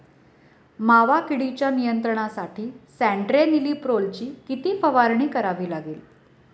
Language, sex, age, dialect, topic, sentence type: Marathi, female, 36-40, Standard Marathi, agriculture, question